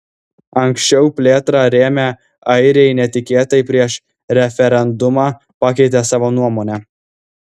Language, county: Lithuanian, Klaipėda